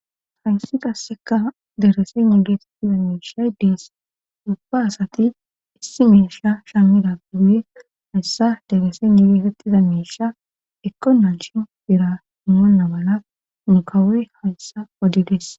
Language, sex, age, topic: Gamo, female, 25-35, government